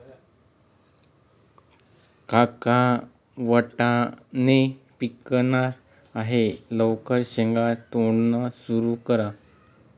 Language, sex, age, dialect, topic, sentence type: Marathi, male, 36-40, Northern Konkan, agriculture, statement